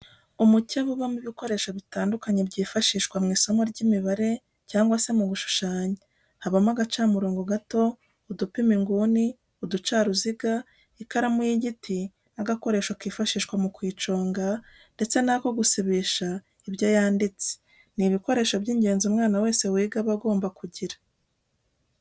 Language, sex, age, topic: Kinyarwanda, female, 36-49, education